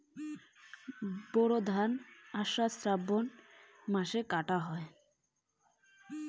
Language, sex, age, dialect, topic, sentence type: Bengali, female, 18-24, Rajbangshi, agriculture, question